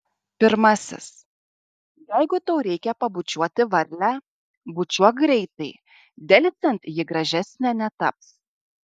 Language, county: Lithuanian, Šiauliai